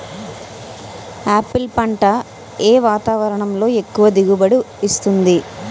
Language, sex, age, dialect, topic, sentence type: Telugu, female, 36-40, Utterandhra, agriculture, question